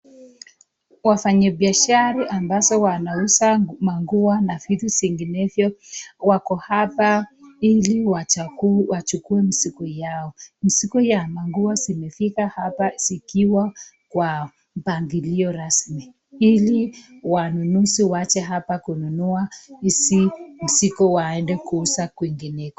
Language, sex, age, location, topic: Swahili, female, 25-35, Nakuru, finance